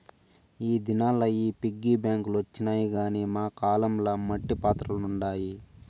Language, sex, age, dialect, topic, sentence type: Telugu, male, 18-24, Southern, banking, statement